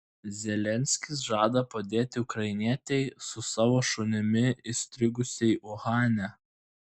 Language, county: Lithuanian, Klaipėda